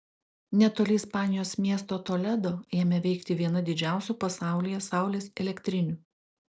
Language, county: Lithuanian, Klaipėda